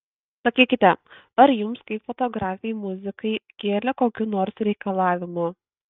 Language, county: Lithuanian, Kaunas